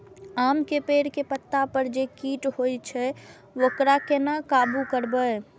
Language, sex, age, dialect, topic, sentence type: Maithili, female, 25-30, Eastern / Thethi, agriculture, question